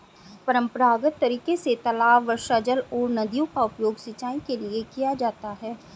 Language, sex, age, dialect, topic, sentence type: Hindi, female, 36-40, Hindustani Malvi Khadi Boli, agriculture, statement